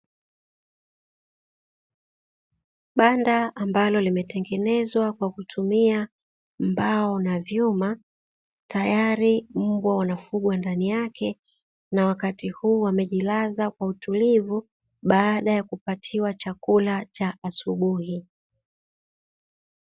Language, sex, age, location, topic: Swahili, female, 25-35, Dar es Salaam, agriculture